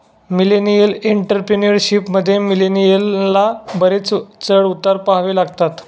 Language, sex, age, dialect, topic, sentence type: Marathi, male, 18-24, Standard Marathi, banking, statement